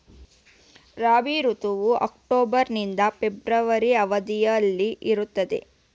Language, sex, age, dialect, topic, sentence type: Kannada, female, 25-30, Mysore Kannada, agriculture, statement